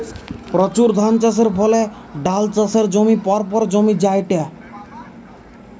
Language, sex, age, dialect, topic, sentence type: Bengali, male, 18-24, Western, agriculture, statement